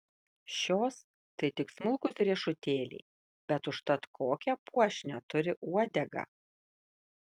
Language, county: Lithuanian, Kaunas